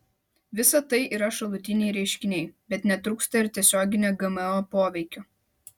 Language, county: Lithuanian, Vilnius